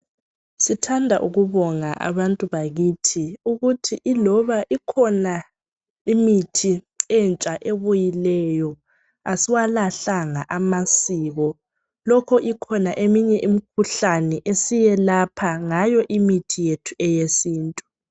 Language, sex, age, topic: North Ndebele, female, 18-24, health